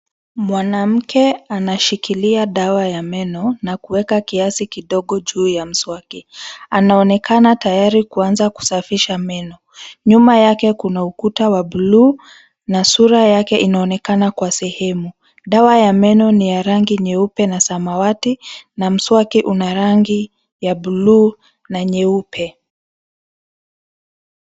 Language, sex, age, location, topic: Swahili, female, 25-35, Nairobi, health